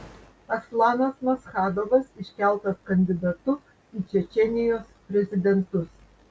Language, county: Lithuanian, Vilnius